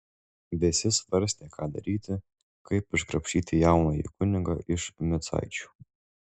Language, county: Lithuanian, Šiauliai